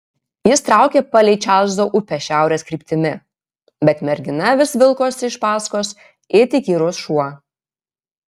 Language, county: Lithuanian, Kaunas